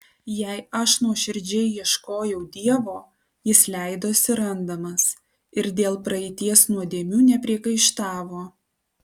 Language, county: Lithuanian, Alytus